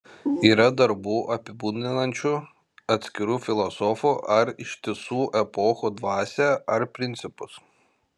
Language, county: Lithuanian, Šiauliai